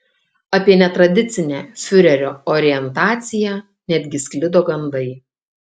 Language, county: Lithuanian, Kaunas